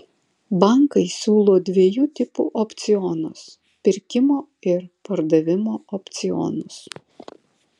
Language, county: Lithuanian, Vilnius